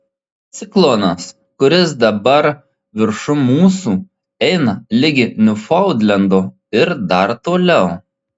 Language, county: Lithuanian, Marijampolė